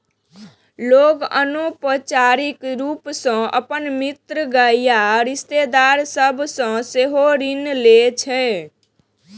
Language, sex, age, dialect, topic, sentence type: Maithili, female, 18-24, Eastern / Thethi, banking, statement